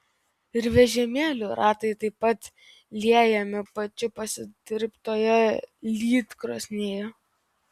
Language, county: Lithuanian, Vilnius